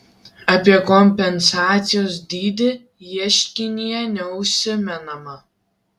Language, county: Lithuanian, Vilnius